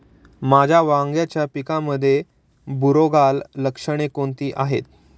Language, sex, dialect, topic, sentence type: Marathi, male, Standard Marathi, agriculture, question